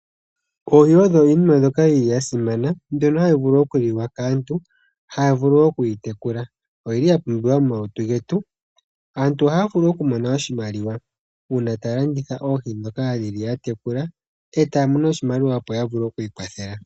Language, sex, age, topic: Oshiwambo, female, 25-35, agriculture